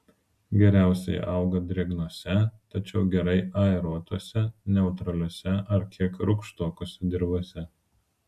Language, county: Lithuanian, Vilnius